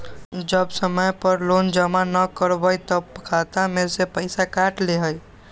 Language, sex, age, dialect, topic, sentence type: Magahi, male, 18-24, Western, banking, question